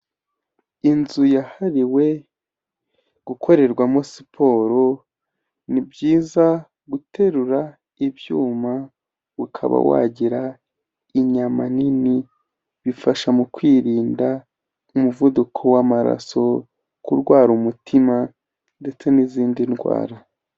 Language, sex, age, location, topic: Kinyarwanda, male, 18-24, Kigali, health